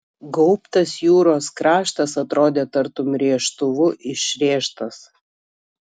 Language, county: Lithuanian, Kaunas